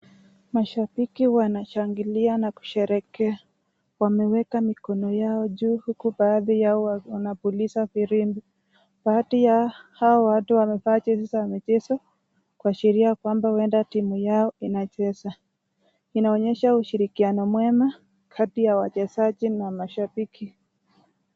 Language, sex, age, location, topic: Swahili, female, 25-35, Nakuru, government